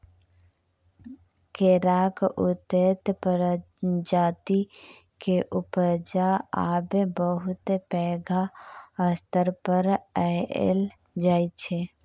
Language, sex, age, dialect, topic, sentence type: Maithili, female, 25-30, Bajjika, agriculture, statement